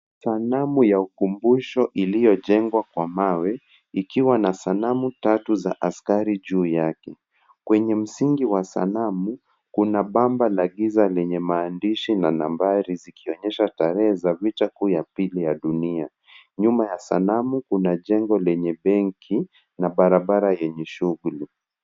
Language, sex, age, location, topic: Swahili, male, 25-35, Nairobi, government